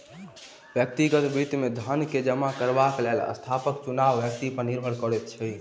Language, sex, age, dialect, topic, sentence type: Maithili, male, 18-24, Southern/Standard, banking, statement